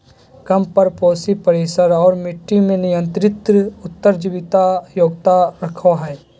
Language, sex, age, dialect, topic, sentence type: Magahi, male, 56-60, Southern, agriculture, statement